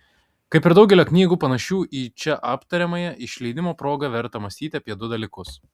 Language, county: Lithuanian, Kaunas